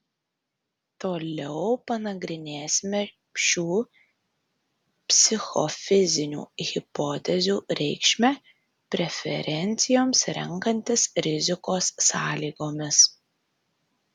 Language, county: Lithuanian, Tauragė